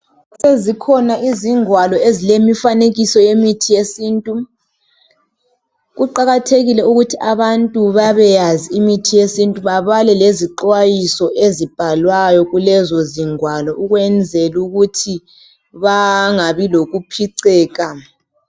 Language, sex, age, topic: North Ndebele, female, 18-24, health